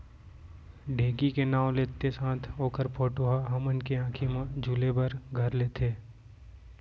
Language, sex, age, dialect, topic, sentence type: Chhattisgarhi, male, 25-30, Central, agriculture, statement